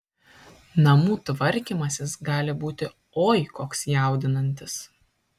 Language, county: Lithuanian, Kaunas